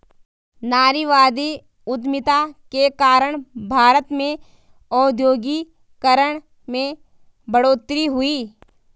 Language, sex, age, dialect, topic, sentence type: Hindi, female, 18-24, Garhwali, banking, statement